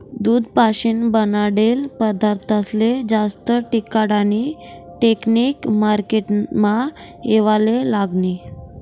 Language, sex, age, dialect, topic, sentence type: Marathi, female, 18-24, Northern Konkan, agriculture, statement